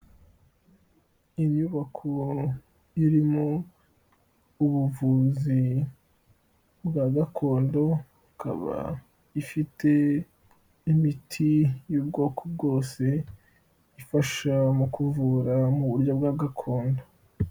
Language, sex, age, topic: Kinyarwanda, male, 18-24, health